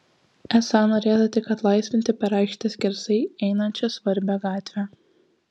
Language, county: Lithuanian, Kaunas